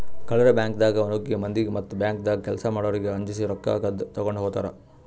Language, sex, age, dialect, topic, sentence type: Kannada, male, 56-60, Northeastern, banking, statement